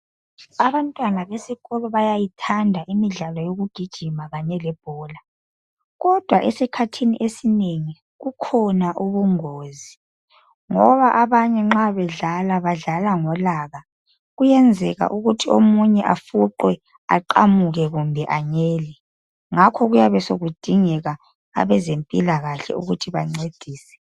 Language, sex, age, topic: North Ndebele, female, 25-35, health